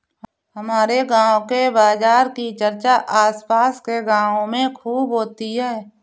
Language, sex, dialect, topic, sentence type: Hindi, female, Awadhi Bundeli, agriculture, statement